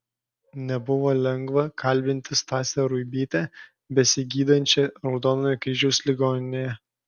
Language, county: Lithuanian, Klaipėda